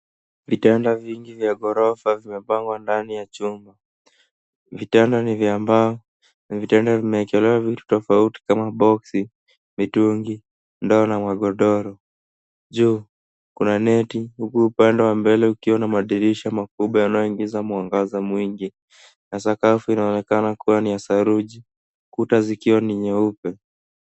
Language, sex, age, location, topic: Swahili, male, 18-24, Nairobi, education